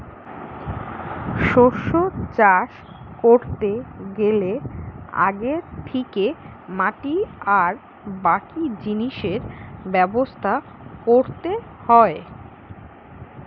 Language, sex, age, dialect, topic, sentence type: Bengali, female, 25-30, Western, agriculture, statement